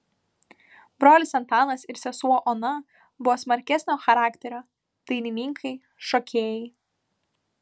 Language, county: Lithuanian, Vilnius